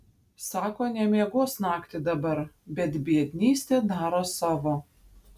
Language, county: Lithuanian, Panevėžys